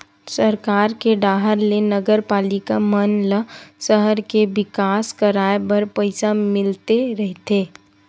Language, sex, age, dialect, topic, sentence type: Chhattisgarhi, female, 51-55, Western/Budati/Khatahi, banking, statement